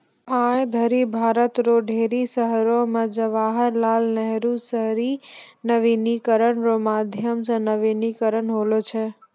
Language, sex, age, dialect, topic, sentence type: Maithili, female, 18-24, Angika, banking, statement